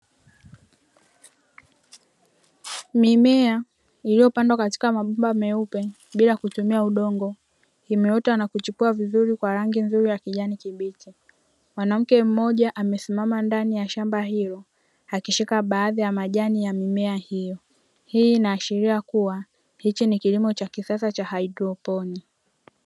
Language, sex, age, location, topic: Swahili, female, 18-24, Dar es Salaam, agriculture